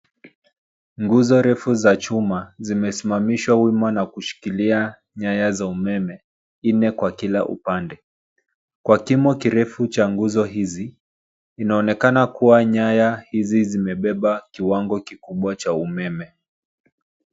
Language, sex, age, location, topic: Swahili, male, 25-35, Nairobi, government